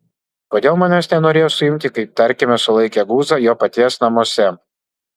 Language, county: Lithuanian, Kaunas